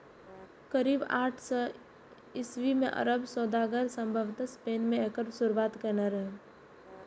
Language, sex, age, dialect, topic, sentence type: Maithili, female, 18-24, Eastern / Thethi, agriculture, statement